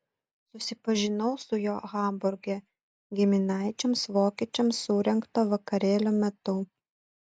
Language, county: Lithuanian, Utena